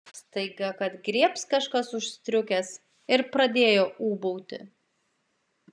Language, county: Lithuanian, Klaipėda